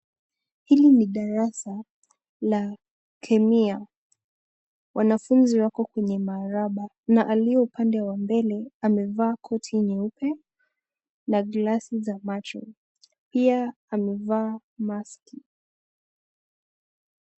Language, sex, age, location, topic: Swahili, female, 18-24, Nakuru, health